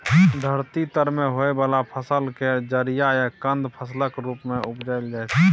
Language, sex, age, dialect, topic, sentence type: Maithili, male, 18-24, Bajjika, agriculture, statement